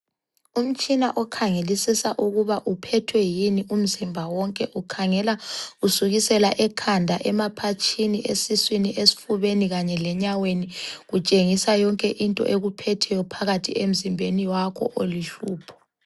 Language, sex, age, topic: North Ndebele, female, 25-35, health